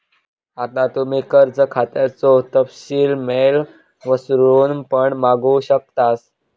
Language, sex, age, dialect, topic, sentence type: Marathi, male, 18-24, Southern Konkan, banking, statement